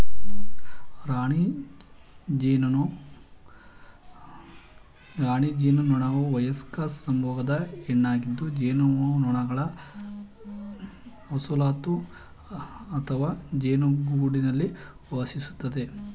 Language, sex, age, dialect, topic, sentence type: Kannada, male, 31-35, Mysore Kannada, agriculture, statement